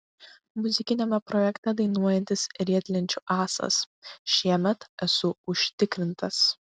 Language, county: Lithuanian, Klaipėda